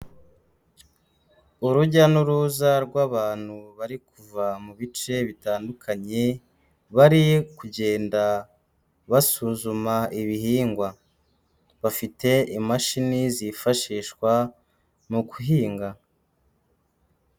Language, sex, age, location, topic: Kinyarwanda, male, 25-35, Huye, health